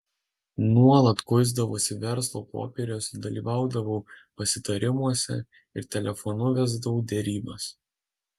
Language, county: Lithuanian, Alytus